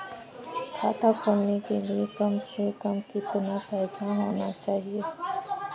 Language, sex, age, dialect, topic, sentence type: Hindi, female, 25-30, Kanauji Braj Bhasha, banking, question